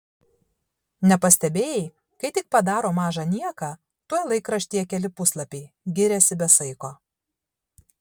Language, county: Lithuanian, Šiauliai